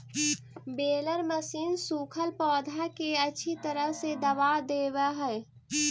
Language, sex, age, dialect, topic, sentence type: Magahi, female, 18-24, Central/Standard, banking, statement